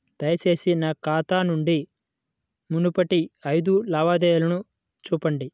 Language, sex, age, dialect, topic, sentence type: Telugu, male, 18-24, Central/Coastal, banking, statement